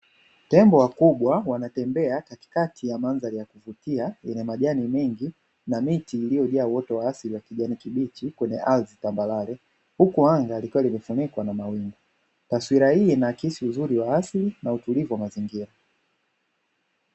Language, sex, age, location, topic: Swahili, male, 25-35, Dar es Salaam, agriculture